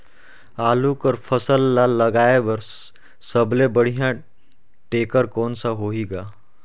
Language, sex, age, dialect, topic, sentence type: Chhattisgarhi, male, 31-35, Northern/Bhandar, agriculture, question